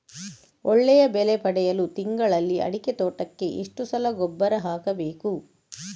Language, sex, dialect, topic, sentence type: Kannada, female, Coastal/Dakshin, agriculture, question